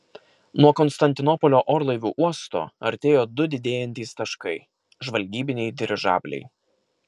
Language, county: Lithuanian, Kaunas